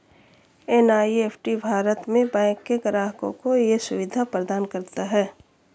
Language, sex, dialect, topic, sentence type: Hindi, female, Marwari Dhudhari, banking, statement